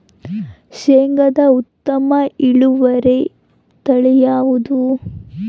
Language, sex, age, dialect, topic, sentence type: Kannada, female, 18-24, Central, agriculture, question